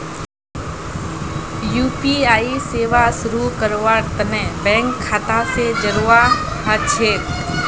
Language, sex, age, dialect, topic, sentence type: Magahi, female, 25-30, Northeastern/Surjapuri, banking, statement